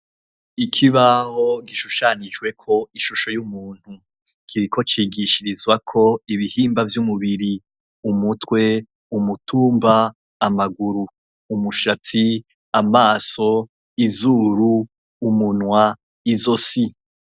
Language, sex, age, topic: Rundi, male, 25-35, education